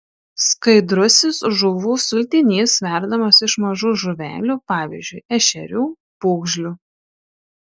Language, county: Lithuanian, Šiauliai